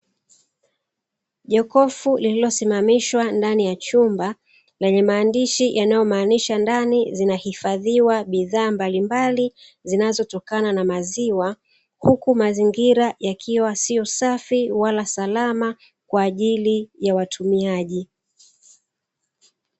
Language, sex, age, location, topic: Swahili, female, 36-49, Dar es Salaam, finance